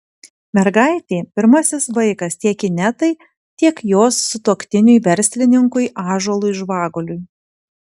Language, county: Lithuanian, Kaunas